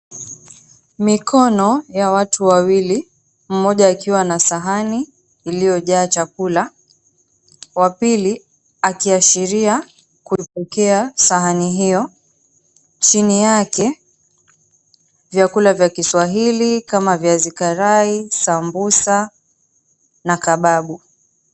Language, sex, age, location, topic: Swahili, female, 25-35, Mombasa, agriculture